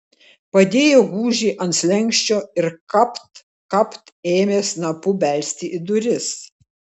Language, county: Lithuanian, Klaipėda